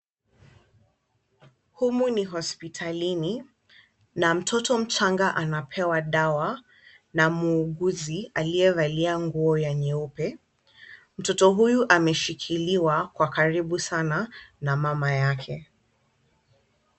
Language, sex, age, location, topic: Swahili, female, 25-35, Kisumu, health